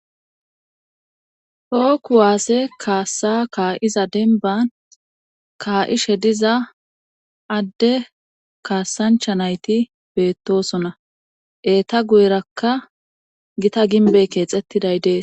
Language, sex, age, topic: Gamo, female, 25-35, government